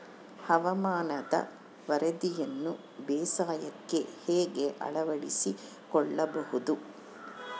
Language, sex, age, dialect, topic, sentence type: Kannada, female, 25-30, Central, agriculture, question